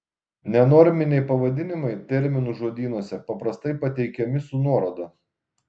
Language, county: Lithuanian, Šiauliai